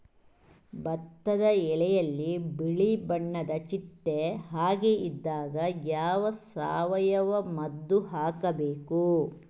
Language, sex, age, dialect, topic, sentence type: Kannada, male, 56-60, Coastal/Dakshin, agriculture, question